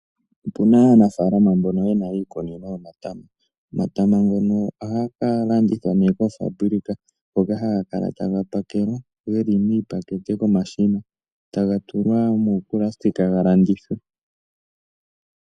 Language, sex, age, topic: Oshiwambo, male, 18-24, agriculture